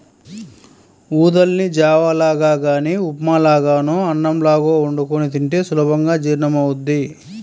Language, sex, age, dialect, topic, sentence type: Telugu, male, 41-45, Central/Coastal, agriculture, statement